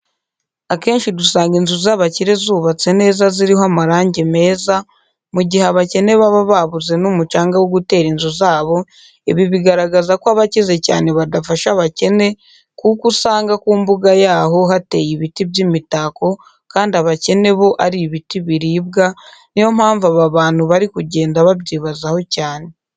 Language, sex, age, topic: Kinyarwanda, female, 18-24, education